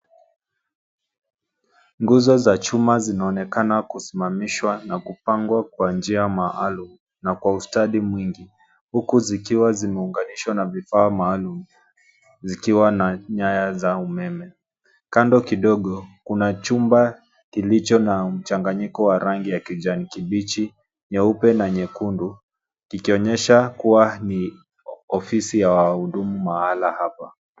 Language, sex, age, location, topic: Swahili, male, 25-35, Nairobi, government